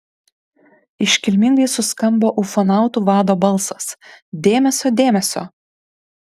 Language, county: Lithuanian, Kaunas